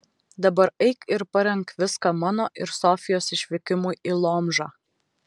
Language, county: Lithuanian, Vilnius